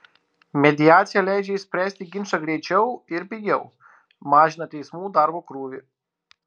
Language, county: Lithuanian, Klaipėda